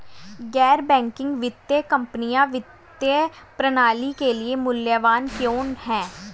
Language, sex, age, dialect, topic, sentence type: Hindi, female, 18-24, Hindustani Malvi Khadi Boli, banking, question